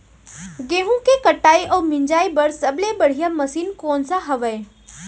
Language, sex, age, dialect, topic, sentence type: Chhattisgarhi, female, 25-30, Central, agriculture, question